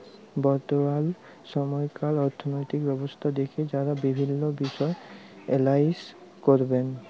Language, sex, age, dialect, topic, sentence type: Bengali, male, 18-24, Jharkhandi, banking, statement